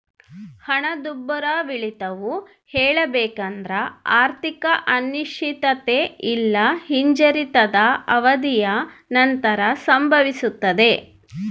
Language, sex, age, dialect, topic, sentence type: Kannada, female, 36-40, Central, banking, statement